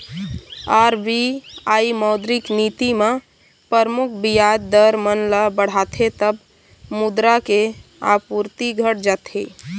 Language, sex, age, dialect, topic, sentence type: Chhattisgarhi, female, 31-35, Eastern, banking, statement